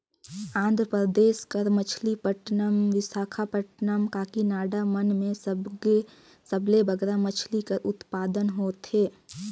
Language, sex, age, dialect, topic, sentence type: Chhattisgarhi, female, 18-24, Northern/Bhandar, agriculture, statement